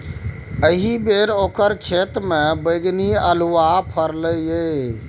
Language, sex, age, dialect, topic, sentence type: Maithili, male, 25-30, Bajjika, agriculture, statement